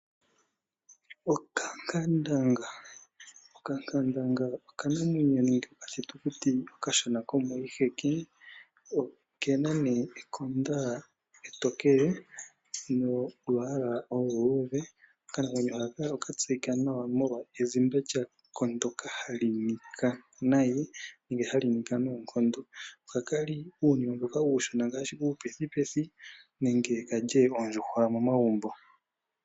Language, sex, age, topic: Oshiwambo, male, 18-24, agriculture